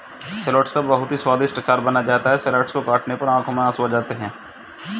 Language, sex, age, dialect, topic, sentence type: Hindi, male, 25-30, Hindustani Malvi Khadi Boli, agriculture, statement